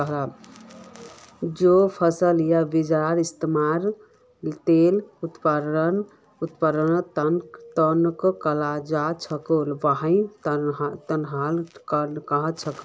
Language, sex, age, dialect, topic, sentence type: Magahi, female, 25-30, Northeastern/Surjapuri, agriculture, statement